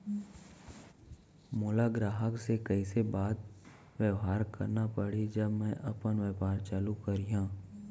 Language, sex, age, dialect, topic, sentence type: Chhattisgarhi, male, 18-24, Central, agriculture, question